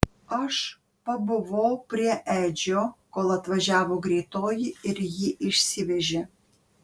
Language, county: Lithuanian, Panevėžys